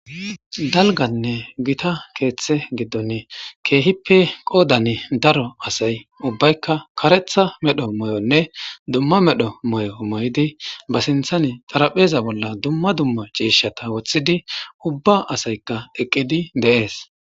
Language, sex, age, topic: Gamo, male, 25-35, government